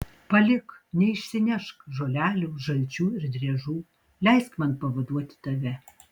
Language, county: Lithuanian, Tauragė